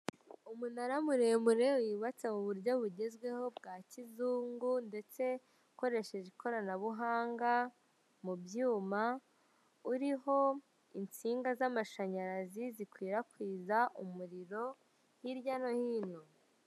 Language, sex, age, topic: Kinyarwanda, female, 18-24, government